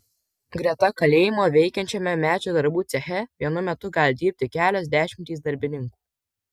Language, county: Lithuanian, Vilnius